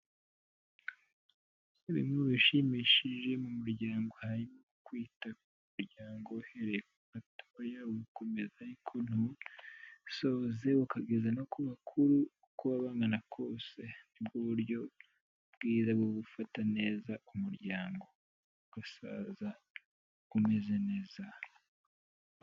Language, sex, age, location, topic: Kinyarwanda, male, 25-35, Kigali, health